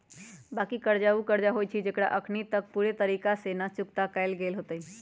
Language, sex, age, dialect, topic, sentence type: Magahi, female, 31-35, Western, banking, statement